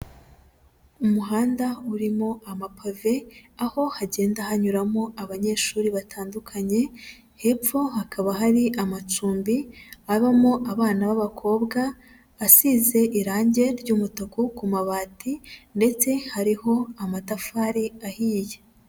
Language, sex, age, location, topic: Kinyarwanda, female, 25-35, Huye, education